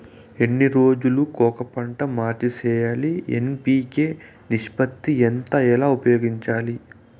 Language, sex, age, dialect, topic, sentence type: Telugu, male, 18-24, Southern, agriculture, question